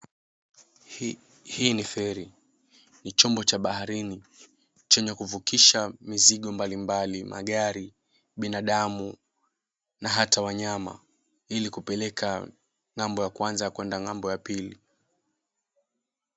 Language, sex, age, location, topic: Swahili, male, 18-24, Mombasa, government